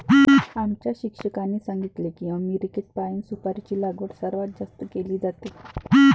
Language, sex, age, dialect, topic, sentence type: Marathi, female, 25-30, Varhadi, agriculture, statement